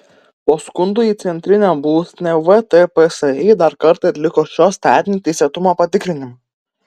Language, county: Lithuanian, Vilnius